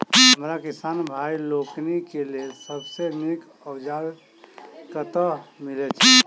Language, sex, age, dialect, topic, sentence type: Maithili, male, 31-35, Southern/Standard, agriculture, question